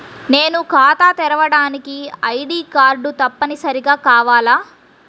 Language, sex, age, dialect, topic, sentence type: Telugu, female, 36-40, Central/Coastal, banking, question